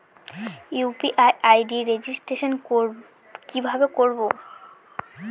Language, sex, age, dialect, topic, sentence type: Bengali, female, 18-24, Northern/Varendri, banking, question